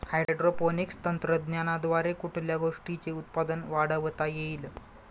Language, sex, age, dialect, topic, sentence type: Marathi, male, 25-30, Standard Marathi, agriculture, statement